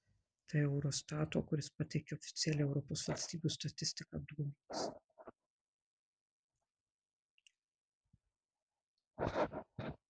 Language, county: Lithuanian, Marijampolė